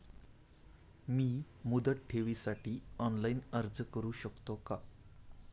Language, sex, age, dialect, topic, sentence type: Marathi, male, 25-30, Standard Marathi, banking, question